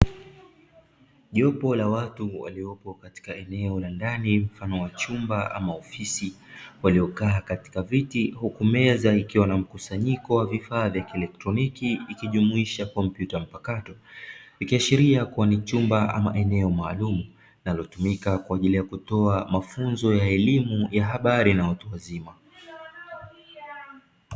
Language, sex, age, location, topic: Swahili, male, 25-35, Dar es Salaam, education